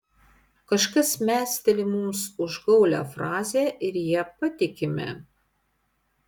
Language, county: Lithuanian, Panevėžys